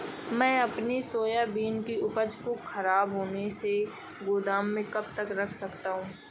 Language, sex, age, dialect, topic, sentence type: Hindi, male, 25-30, Awadhi Bundeli, agriculture, question